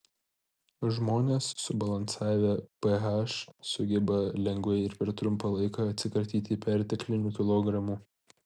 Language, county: Lithuanian, Vilnius